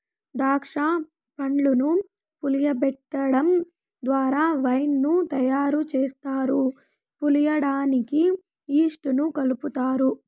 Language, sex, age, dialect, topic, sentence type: Telugu, female, 18-24, Southern, agriculture, statement